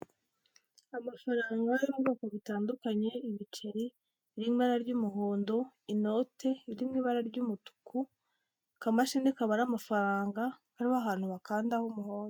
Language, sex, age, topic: Kinyarwanda, female, 25-35, finance